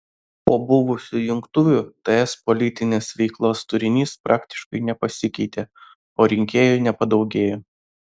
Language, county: Lithuanian, Vilnius